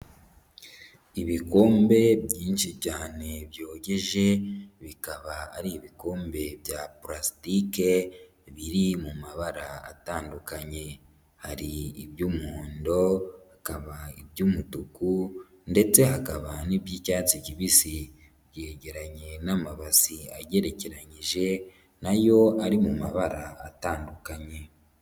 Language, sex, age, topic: Kinyarwanda, female, 18-24, finance